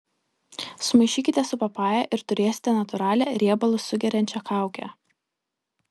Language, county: Lithuanian, Vilnius